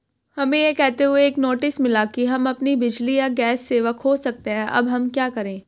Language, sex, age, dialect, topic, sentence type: Hindi, female, 18-24, Hindustani Malvi Khadi Boli, banking, question